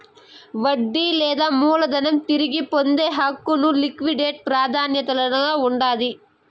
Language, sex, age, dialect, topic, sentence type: Telugu, female, 18-24, Southern, banking, statement